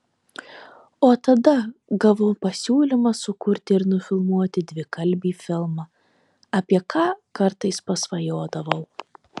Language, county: Lithuanian, Telšiai